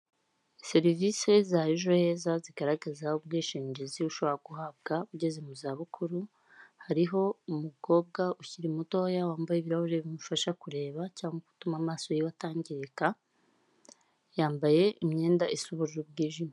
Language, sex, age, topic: Kinyarwanda, female, 18-24, finance